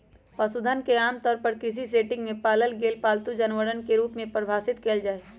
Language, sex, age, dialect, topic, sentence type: Magahi, male, 18-24, Western, agriculture, statement